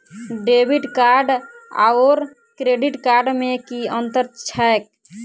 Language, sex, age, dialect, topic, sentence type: Maithili, female, 18-24, Southern/Standard, banking, question